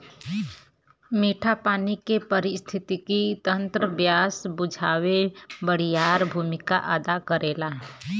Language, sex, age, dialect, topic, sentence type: Bhojpuri, female, 25-30, Western, agriculture, statement